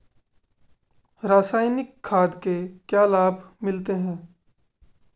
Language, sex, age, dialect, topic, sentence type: Hindi, male, 18-24, Marwari Dhudhari, agriculture, question